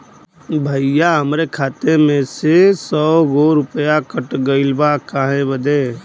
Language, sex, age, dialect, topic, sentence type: Bhojpuri, male, 25-30, Western, banking, question